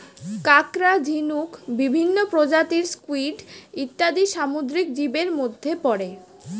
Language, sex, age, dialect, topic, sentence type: Bengali, female, 18-24, Standard Colloquial, agriculture, statement